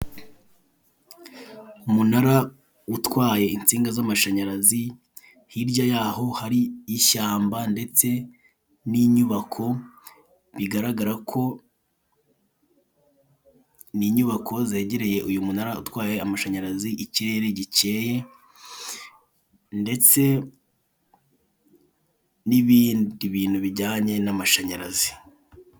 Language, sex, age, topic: Kinyarwanda, male, 18-24, government